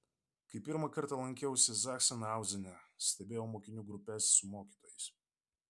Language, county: Lithuanian, Vilnius